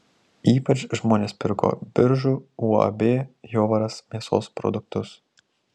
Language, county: Lithuanian, Tauragė